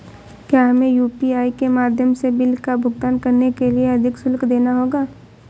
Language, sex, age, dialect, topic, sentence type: Hindi, female, 18-24, Awadhi Bundeli, banking, question